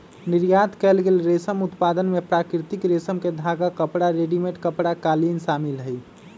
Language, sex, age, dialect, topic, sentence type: Magahi, male, 25-30, Western, agriculture, statement